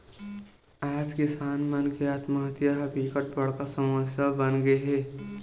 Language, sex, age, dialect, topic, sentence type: Chhattisgarhi, male, 18-24, Western/Budati/Khatahi, agriculture, statement